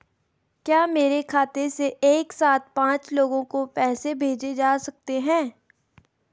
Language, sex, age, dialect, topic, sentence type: Hindi, female, 18-24, Garhwali, banking, question